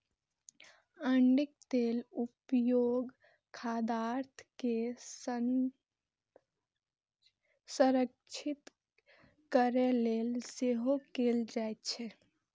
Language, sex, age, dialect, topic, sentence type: Maithili, female, 18-24, Eastern / Thethi, agriculture, statement